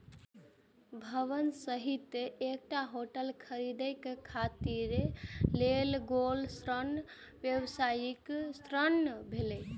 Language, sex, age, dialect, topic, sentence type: Maithili, female, 18-24, Eastern / Thethi, banking, statement